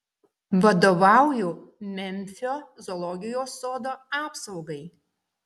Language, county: Lithuanian, Šiauliai